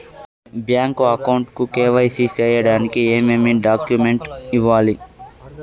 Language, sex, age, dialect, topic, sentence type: Telugu, male, 41-45, Southern, banking, question